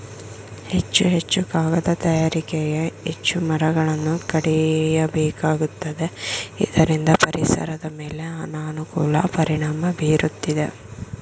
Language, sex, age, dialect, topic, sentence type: Kannada, female, 56-60, Mysore Kannada, agriculture, statement